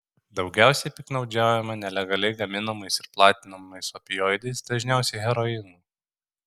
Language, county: Lithuanian, Kaunas